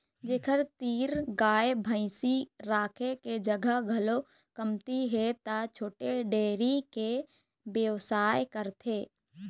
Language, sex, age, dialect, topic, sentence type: Chhattisgarhi, female, 51-55, Eastern, agriculture, statement